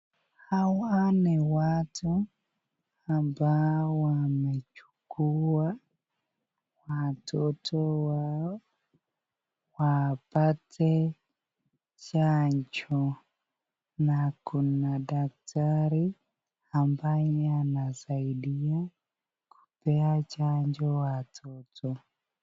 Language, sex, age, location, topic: Swahili, male, 18-24, Nakuru, health